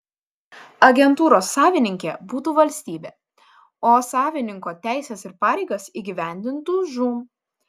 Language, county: Lithuanian, Šiauliai